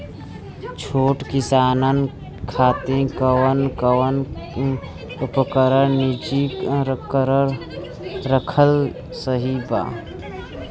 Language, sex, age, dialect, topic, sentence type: Bhojpuri, female, 18-24, Western, agriculture, question